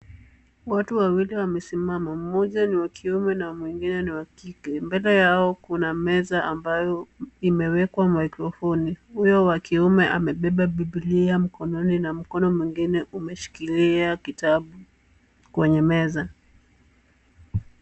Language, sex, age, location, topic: Swahili, female, 25-35, Kisumu, government